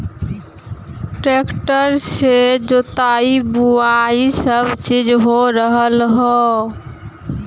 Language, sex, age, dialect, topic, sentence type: Bhojpuri, female, 18-24, Western, agriculture, statement